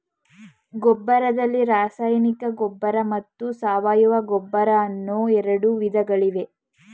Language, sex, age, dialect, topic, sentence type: Kannada, female, 18-24, Mysore Kannada, agriculture, statement